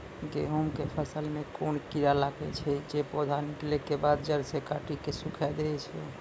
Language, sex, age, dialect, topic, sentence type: Maithili, male, 18-24, Angika, agriculture, question